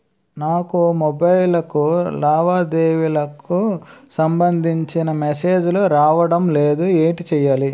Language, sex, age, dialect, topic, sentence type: Telugu, male, 18-24, Utterandhra, banking, question